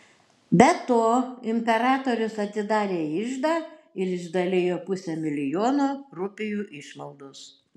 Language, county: Lithuanian, Šiauliai